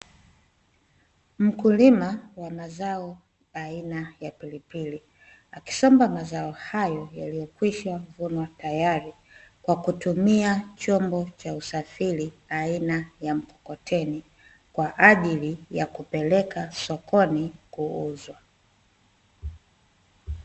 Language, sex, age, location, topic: Swahili, female, 25-35, Dar es Salaam, agriculture